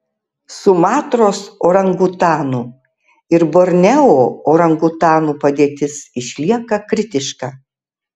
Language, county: Lithuanian, Tauragė